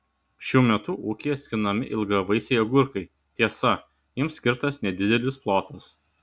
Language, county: Lithuanian, Šiauliai